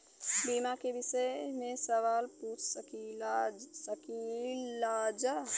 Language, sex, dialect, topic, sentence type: Bhojpuri, female, Western, banking, question